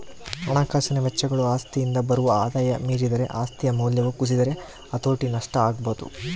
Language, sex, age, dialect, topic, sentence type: Kannada, male, 31-35, Central, banking, statement